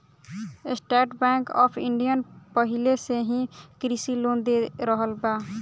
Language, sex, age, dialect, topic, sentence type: Bhojpuri, female, <18, Southern / Standard, banking, statement